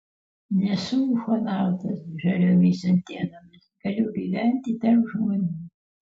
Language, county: Lithuanian, Utena